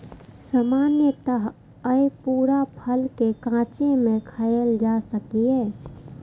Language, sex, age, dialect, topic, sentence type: Maithili, female, 56-60, Eastern / Thethi, agriculture, statement